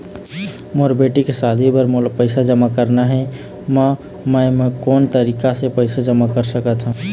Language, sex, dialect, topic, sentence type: Chhattisgarhi, male, Eastern, banking, question